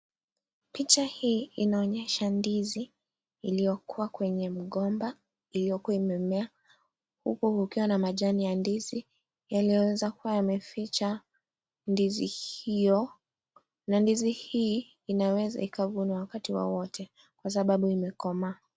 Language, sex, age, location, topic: Swahili, female, 18-24, Nakuru, agriculture